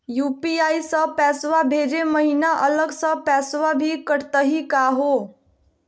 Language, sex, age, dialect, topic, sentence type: Magahi, female, 18-24, Southern, banking, question